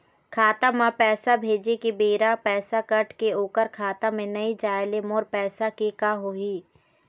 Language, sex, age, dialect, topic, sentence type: Chhattisgarhi, female, 18-24, Eastern, banking, question